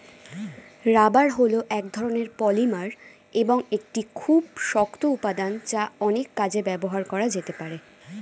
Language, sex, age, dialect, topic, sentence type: Bengali, female, 25-30, Standard Colloquial, agriculture, statement